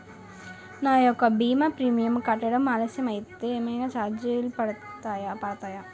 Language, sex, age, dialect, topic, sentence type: Telugu, male, 18-24, Utterandhra, banking, question